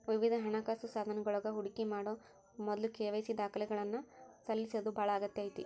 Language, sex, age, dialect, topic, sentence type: Kannada, female, 18-24, Dharwad Kannada, banking, statement